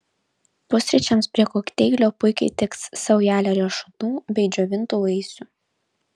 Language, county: Lithuanian, Vilnius